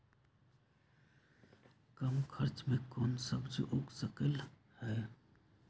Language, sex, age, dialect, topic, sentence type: Magahi, male, 56-60, Western, agriculture, question